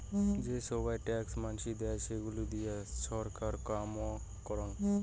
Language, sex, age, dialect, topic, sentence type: Bengali, male, 18-24, Rajbangshi, banking, statement